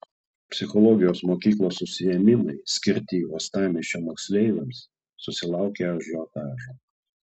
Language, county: Lithuanian, Klaipėda